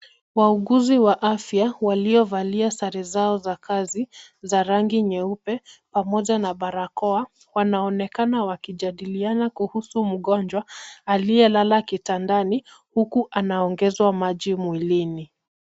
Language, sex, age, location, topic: Swahili, female, 25-35, Nairobi, health